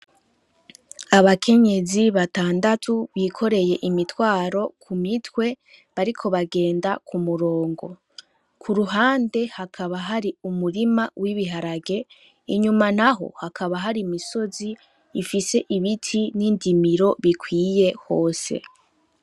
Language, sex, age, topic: Rundi, female, 18-24, agriculture